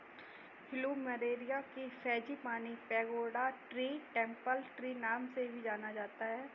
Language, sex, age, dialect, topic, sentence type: Hindi, female, 18-24, Kanauji Braj Bhasha, agriculture, statement